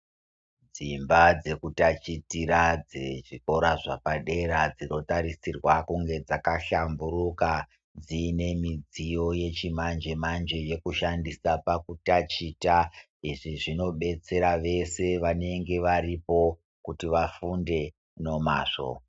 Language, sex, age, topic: Ndau, male, 50+, education